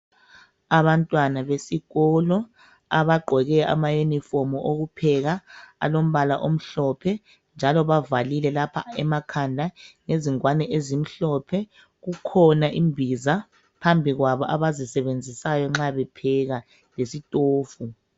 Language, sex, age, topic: North Ndebele, male, 36-49, education